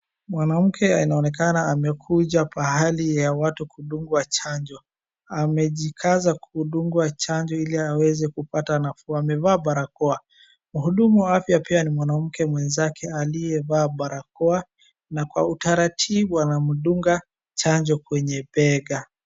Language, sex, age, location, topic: Swahili, male, 18-24, Wajir, health